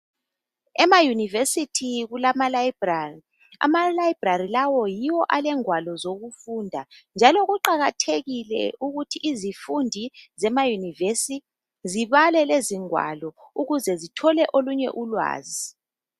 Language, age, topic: North Ndebele, 25-35, education